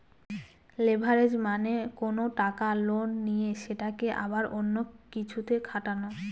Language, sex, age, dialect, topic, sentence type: Bengali, female, 25-30, Northern/Varendri, banking, statement